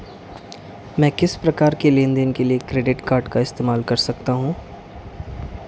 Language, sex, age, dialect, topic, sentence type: Hindi, male, 25-30, Marwari Dhudhari, banking, question